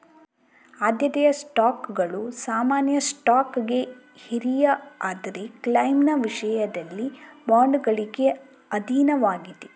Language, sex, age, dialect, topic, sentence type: Kannada, female, 18-24, Coastal/Dakshin, banking, statement